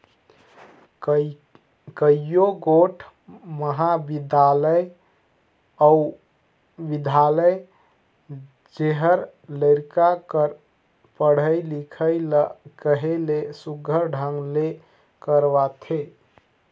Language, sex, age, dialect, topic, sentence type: Chhattisgarhi, male, 56-60, Northern/Bhandar, banking, statement